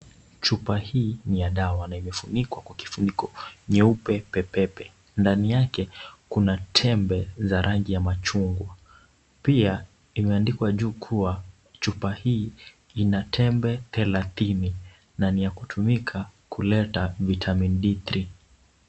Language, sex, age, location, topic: Swahili, male, 18-24, Kisumu, health